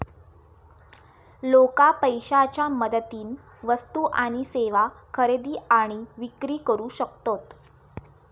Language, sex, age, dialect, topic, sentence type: Marathi, female, 25-30, Southern Konkan, banking, statement